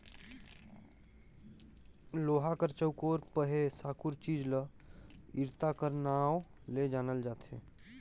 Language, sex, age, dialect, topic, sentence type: Chhattisgarhi, male, 31-35, Northern/Bhandar, agriculture, statement